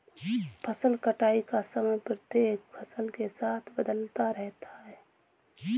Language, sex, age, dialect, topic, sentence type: Hindi, female, 18-24, Awadhi Bundeli, agriculture, statement